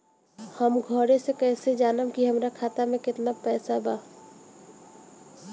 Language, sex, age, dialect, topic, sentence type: Bhojpuri, female, 18-24, Northern, banking, question